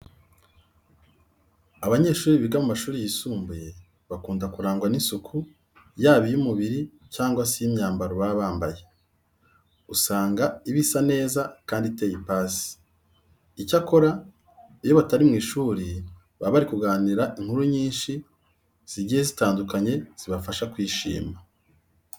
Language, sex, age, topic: Kinyarwanda, male, 36-49, education